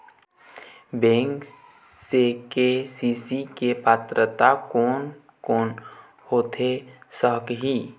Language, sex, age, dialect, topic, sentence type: Chhattisgarhi, male, 18-24, Eastern, banking, question